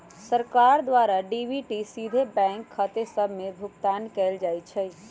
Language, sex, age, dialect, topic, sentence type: Magahi, female, 18-24, Western, banking, statement